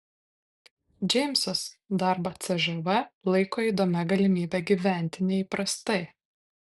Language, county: Lithuanian, Kaunas